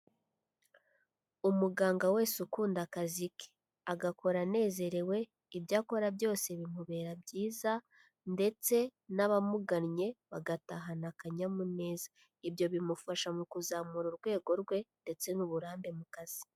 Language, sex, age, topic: Kinyarwanda, female, 18-24, health